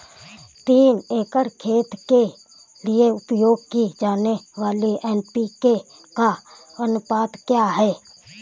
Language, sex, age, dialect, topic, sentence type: Hindi, female, 18-24, Awadhi Bundeli, agriculture, question